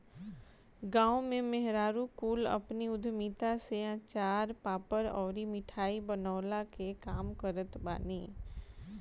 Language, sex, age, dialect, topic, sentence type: Bhojpuri, female, 41-45, Northern, banking, statement